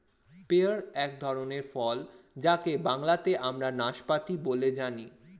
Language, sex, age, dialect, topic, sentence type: Bengali, male, 18-24, Standard Colloquial, agriculture, statement